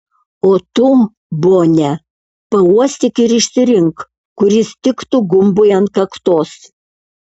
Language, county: Lithuanian, Kaunas